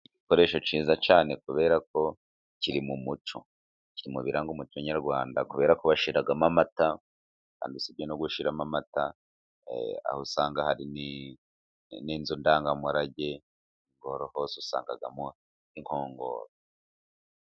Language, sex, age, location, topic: Kinyarwanda, male, 36-49, Musanze, government